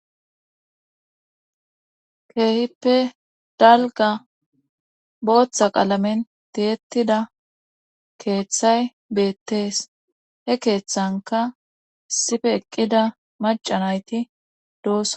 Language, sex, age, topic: Gamo, female, 25-35, government